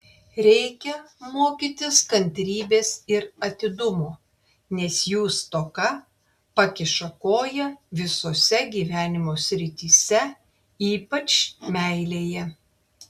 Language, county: Lithuanian, Klaipėda